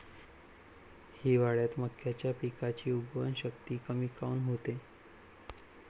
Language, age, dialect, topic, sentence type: Marathi, 18-24, Varhadi, agriculture, question